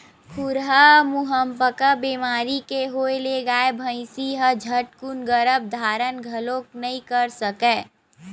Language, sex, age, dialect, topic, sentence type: Chhattisgarhi, female, 60-100, Western/Budati/Khatahi, agriculture, statement